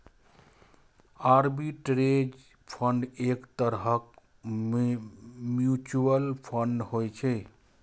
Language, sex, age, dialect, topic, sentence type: Maithili, male, 25-30, Eastern / Thethi, banking, statement